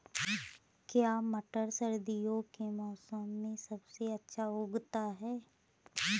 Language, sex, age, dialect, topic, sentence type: Hindi, female, 18-24, Awadhi Bundeli, agriculture, question